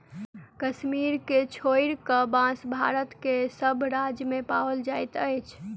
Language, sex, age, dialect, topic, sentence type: Maithili, female, 18-24, Southern/Standard, agriculture, statement